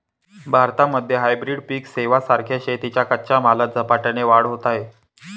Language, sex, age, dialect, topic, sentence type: Marathi, male, 25-30, Northern Konkan, agriculture, statement